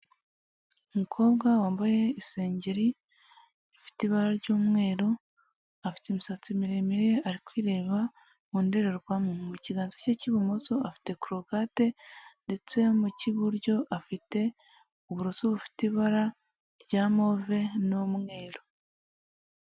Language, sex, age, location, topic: Kinyarwanda, female, 18-24, Huye, health